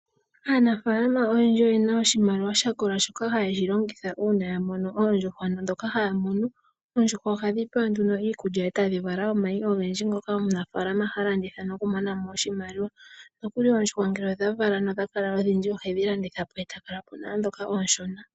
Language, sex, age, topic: Oshiwambo, female, 18-24, agriculture